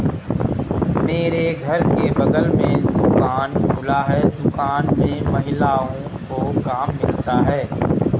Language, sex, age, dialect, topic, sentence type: Hindi, male, 36-40, Kanauji Braj Bhasha, banking, statement